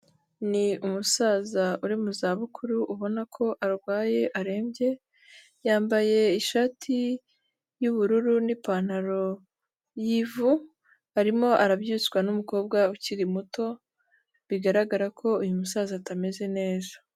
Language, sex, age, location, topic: Kinyarwanda, female, 18-24, Kigali, health